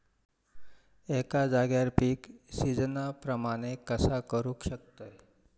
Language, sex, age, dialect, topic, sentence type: Marathi, male, 46-50, Southern Konkan, agriculture, question